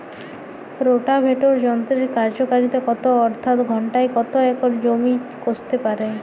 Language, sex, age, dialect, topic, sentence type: Bengali, female, 25-30, Jharkhandi, agriculture, question